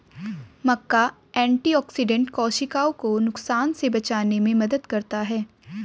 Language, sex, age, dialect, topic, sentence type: Hindi, female, 18-24, Hindustani Malvi Khadi Boli, agriculture, statement